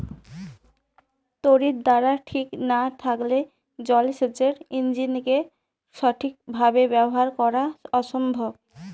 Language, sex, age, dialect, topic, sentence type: Bengali, female, 25-30, Rajbangshi, agriculture, question